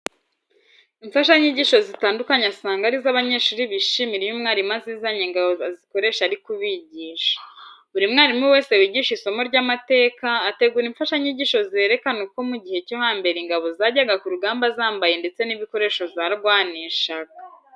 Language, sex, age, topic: Kinyarwanda, female, 18-24, education